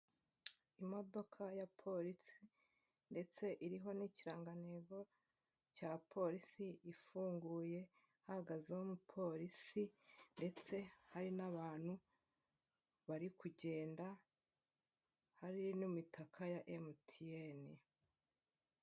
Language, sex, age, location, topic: Kinyarwanda, female, 18-24, Huye, government